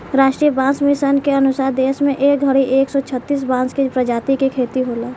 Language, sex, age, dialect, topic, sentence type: Bhojpuri, female, 18-24, Southern / Standard, agriculture, statement